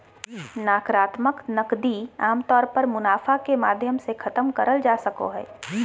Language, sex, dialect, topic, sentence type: Magahi, female, Southern, banking, statement